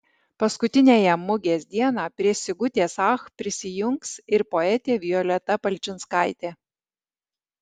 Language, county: Lithuanian, Alytus